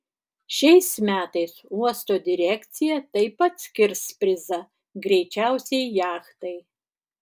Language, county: Lithuanian, Tauragė